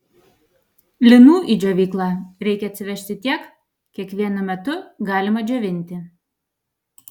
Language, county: Lithuanian, Vilnius